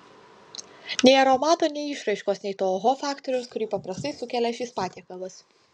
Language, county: Lithuanian, Utena